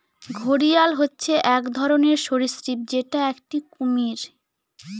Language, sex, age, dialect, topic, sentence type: Bengali, female, 18-24, Northern/Varendri, agriculture, statement